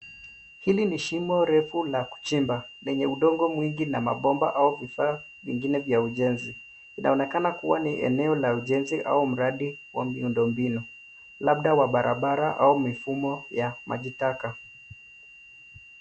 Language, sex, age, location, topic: Swahili, male, 25-35, Nairobi, government